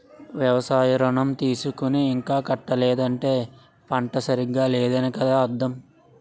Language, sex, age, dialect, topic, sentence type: Telugu, male, 56-60, Utterandhra, banking, statement